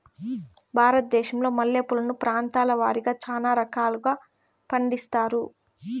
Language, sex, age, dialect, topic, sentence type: Telugu, female, 18-24, Southern, agriculture, statement